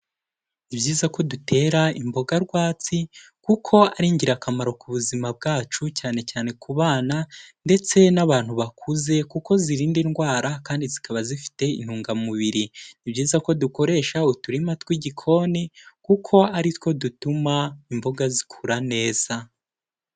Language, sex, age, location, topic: Kinyarwanda, male, 18-24, Kigali, agriculture